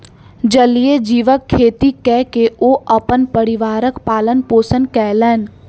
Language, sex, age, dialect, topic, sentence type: Maithili, female, 60-100, Southern/Standard, agriculture, statement